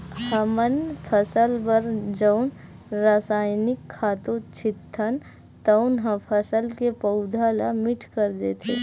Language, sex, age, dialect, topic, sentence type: Chhattisgarhi, female, 25-30, Western/Budati/Khatahi, agriculture, statement